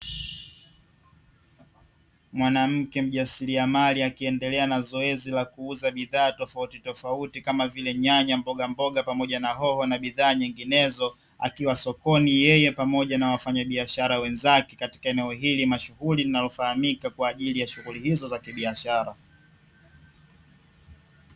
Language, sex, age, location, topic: Swahili, male, 18-24, Dar es Salaam, finance